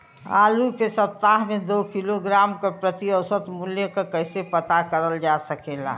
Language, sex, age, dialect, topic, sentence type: Bhojpuri, female, 60-100, Western, agriculture, question